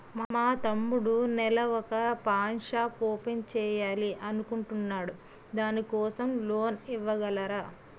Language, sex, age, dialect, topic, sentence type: Telugu, female, 31-35, Utterandhra, banking, question